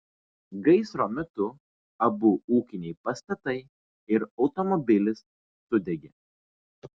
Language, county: Lithuanian, Vilnius